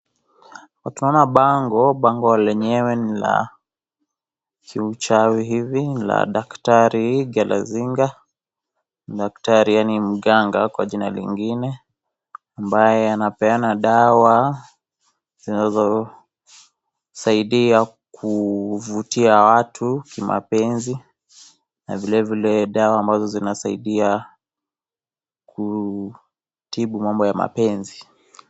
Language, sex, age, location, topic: Swahili, female, 25-35, Kisii, health